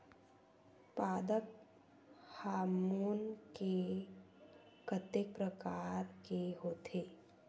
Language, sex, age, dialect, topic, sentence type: Chhattisgarhi, female, 18-24, Western/Budati/Khatahi, agriculture, question